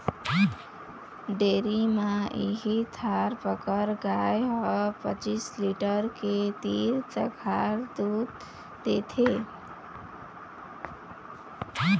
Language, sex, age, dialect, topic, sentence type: Chhattisgarhi, female, 18-24, Eastern, agriculture, statement